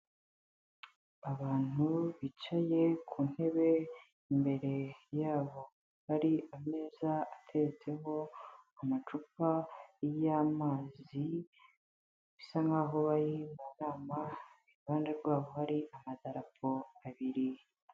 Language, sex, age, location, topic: Kinyarwanda, female, 18-24, Kigali, health